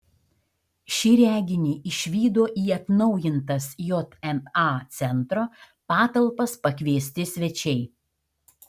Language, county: Lithuanian, Šiauliai